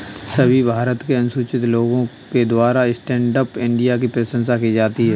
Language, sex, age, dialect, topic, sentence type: Hindi, male, 31-35, Kanauji Braj Bhasha, banking, statement